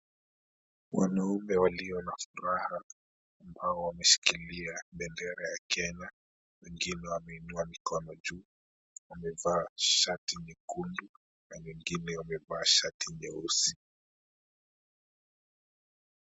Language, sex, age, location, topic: Swahili, male, 25-35, Kisumu, government